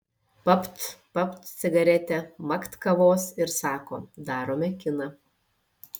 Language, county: Lithuanian, Šiauliai